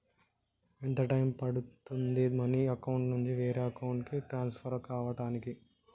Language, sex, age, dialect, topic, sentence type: Telugu, male, 18-24, Telangana, banking, question